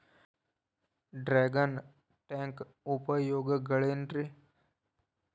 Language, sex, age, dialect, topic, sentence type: Kannada, male, 18-24, Dharwad Kannada, agriculture, question